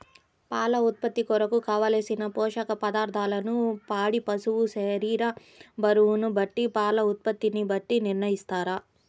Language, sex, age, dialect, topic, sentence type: Telugu, female, 31-35, Central/Coastal, agriculture, question